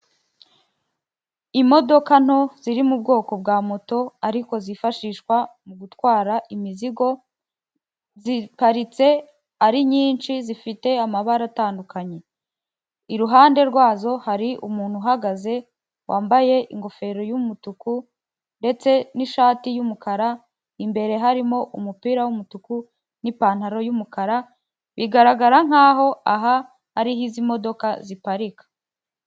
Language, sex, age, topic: Kinyarwanda, female, 18-24, government